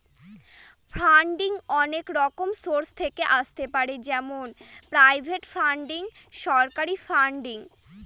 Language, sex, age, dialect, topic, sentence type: Bengali, female, 60-100, Northern/Varendri, banking, statement